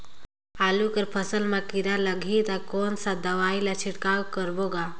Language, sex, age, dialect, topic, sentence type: Chhattisgarhi, female, 18-24, Northern/Bhandar, agriculture, question